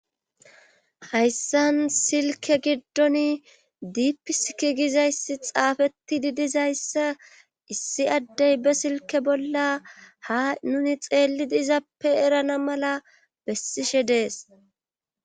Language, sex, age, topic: Gamo, female, 25-35, government